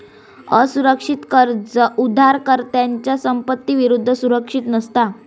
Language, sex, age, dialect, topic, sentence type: Marathi, female, 46-50, Southern Konkan, banking, statement